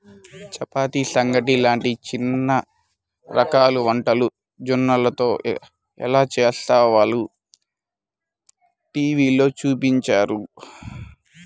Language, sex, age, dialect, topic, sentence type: Telugu, male, 18-24, Central/Coastal, agriculture, statement